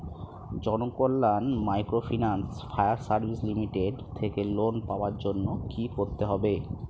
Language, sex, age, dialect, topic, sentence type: Bengali, male, 36-40, Standard Colloquial, banking, question